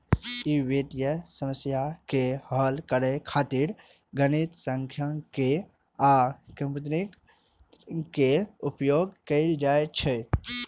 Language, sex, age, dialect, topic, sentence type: Maithili, male, 25-30, Eastern / Thethi, banking, statement